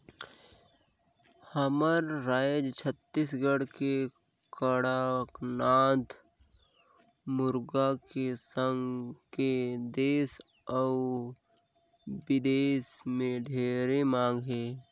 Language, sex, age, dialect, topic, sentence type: Chhattisgarhi, male, 56-60, Northern/Bhandar, agriculture, statement